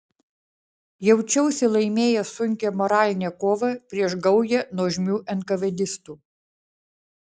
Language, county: Lithuanian, Vilnius